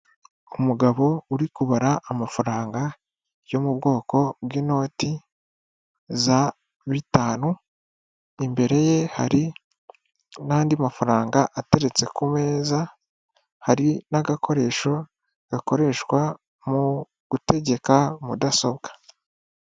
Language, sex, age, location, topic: Kinyarwanda, male, 25-35, Huye, finance